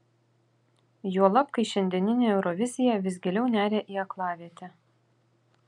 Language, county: Lithuanian, Vilnius